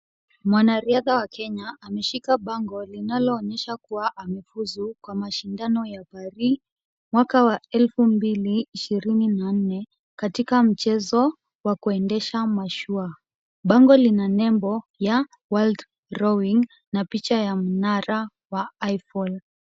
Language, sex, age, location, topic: Swahili, female, 36-49, Kisumu, education